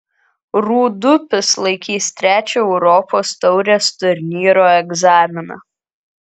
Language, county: Lithuanian, Kaunas